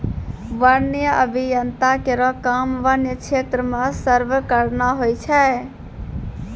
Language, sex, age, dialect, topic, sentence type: Maithili, female, 18-24, Angika, agriculture, statement